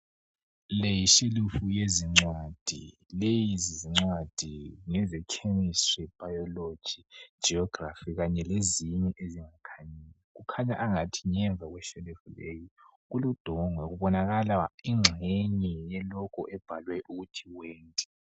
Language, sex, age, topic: North Ndebele, male, 18-24, education